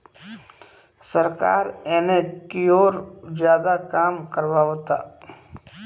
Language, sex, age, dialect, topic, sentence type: Bhojpuri, male, 31-35, Southern / Standard, agriculture, statement